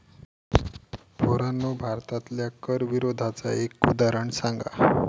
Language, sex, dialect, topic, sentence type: Marathi, male, Southern Konkan, banking, statement